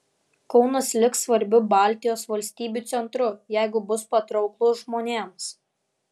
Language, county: Lithuanian, Vilnius